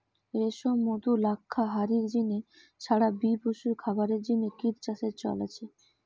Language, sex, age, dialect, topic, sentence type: Bengali, female, 18-24, Western, agriculture, statement